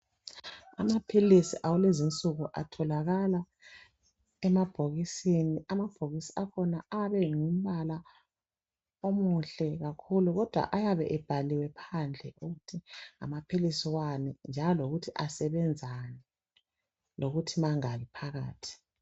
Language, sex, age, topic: North Ndebele, male, 36-49, health